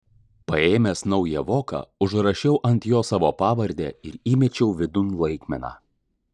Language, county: Lithuanian, Klaipėda